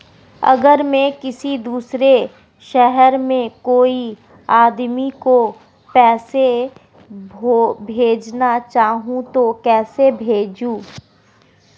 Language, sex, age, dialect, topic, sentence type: Hindi, female, 18-24, Marwari Dhudhari, banking, question